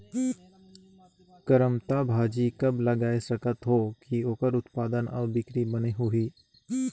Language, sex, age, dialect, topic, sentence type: Chhattisgarhi, male, 18-24, Northern/Bhandar, agriculture, question